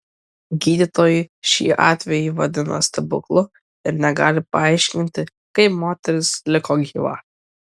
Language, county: Lithuanian, Kaunas